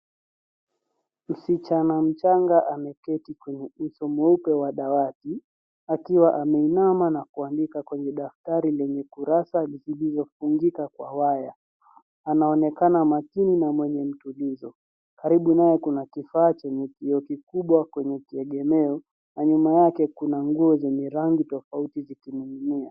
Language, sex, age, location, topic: Swahili, female, 36-49, Nairobi, education